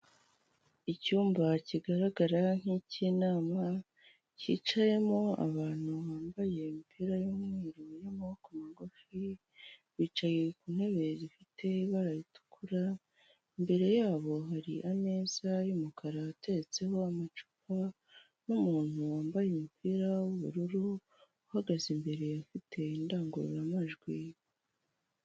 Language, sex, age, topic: Kinyarwanda, female, 25-35, government